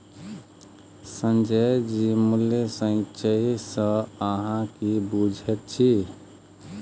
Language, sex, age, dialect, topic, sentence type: Maithili, male, 36-40, Bajjika, banking, statement